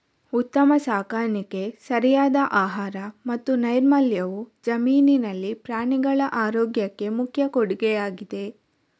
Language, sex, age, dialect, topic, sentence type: Kannada, female, 25-30, Coastal/Dakshin, agriculture, statement